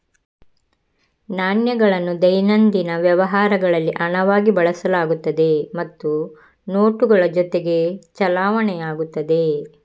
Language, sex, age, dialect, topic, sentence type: Kannada, female, 25-30, Coastal/Dakshin, banking, statement